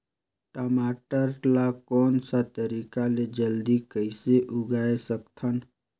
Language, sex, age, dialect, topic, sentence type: Chhattisgarhi, male, 25-30, Northern/Bhandar, agriculture, question